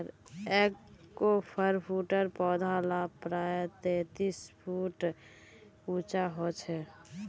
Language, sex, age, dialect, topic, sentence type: Magahi, female, 18-24, Northeastern/Surjapuri, agriculture, statement